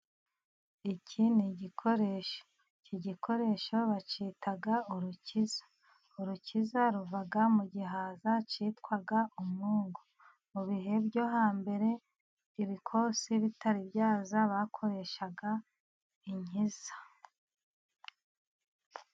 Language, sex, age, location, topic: Kinyarwanda, female, 36-49, Musanze, government